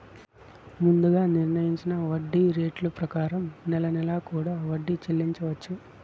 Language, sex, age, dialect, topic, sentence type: Telugu, male, 25-30, Southern, banking, statement